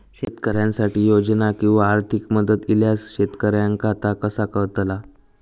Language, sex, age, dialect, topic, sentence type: Marathi, male, 18-24, Southern Konkan, agriculture, question